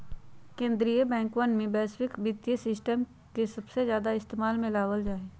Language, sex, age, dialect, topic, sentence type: Magahi, female, 31-35, Western, banking, statement